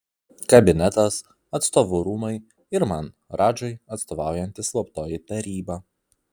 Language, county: Lithuanian, Vilnius